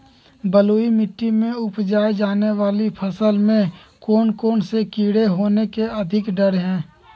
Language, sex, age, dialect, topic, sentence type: Magahi, male, 18-24, Western, agriculture, question